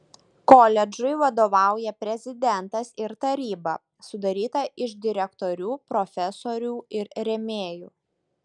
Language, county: Lithuanian, Šiauliai